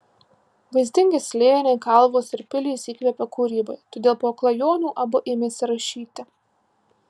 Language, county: Lithuanian, Marijampolė